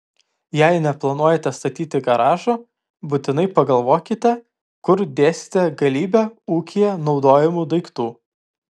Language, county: Lithuanian, Vilnius